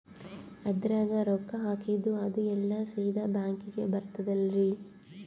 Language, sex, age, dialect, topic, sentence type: Kannada, female, 18-24, Northeastern, banking, question